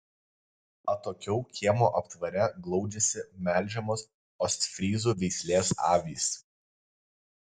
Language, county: Lithuanian, Kaunas